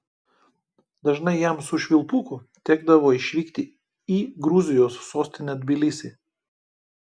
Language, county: Lithuanian, Kaunas